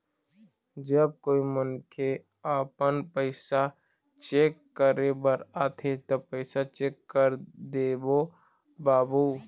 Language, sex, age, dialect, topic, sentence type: Chhattisgarhi, male, 25-30, Eastern, banking, question